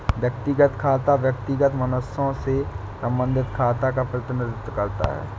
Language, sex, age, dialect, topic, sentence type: Hindi, male, 60-100, Awadhi Bundeli, banking, statement